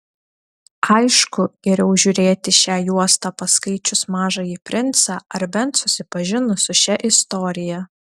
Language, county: Lithuanian, Telšiai